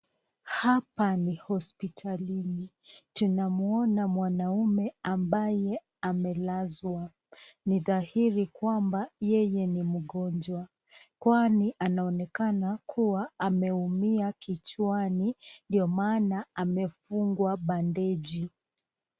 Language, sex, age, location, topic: Swahili, female, 25-35, Nakuru, health